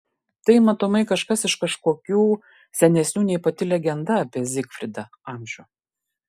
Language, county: Lithuanian, Klaipėda